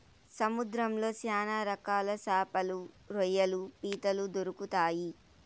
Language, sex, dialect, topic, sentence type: Telugu, female, Southern, agriculture, statement